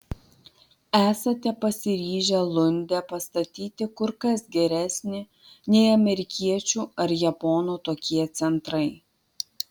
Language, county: Lithuanian, Vilnius